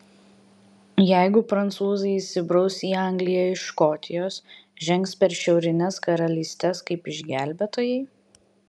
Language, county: Lithuanian, Vilnius